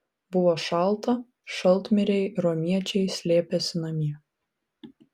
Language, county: Lithuanian, Vilnius